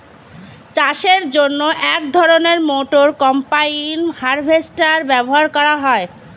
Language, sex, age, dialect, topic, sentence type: Bengali, female, 25-30, Standard Colloquial, agriculture, statement